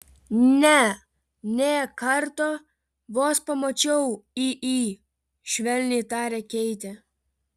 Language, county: Lithuanian, Vilnius